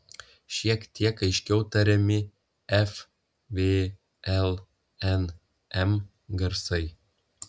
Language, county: Lithuanian, Telšiai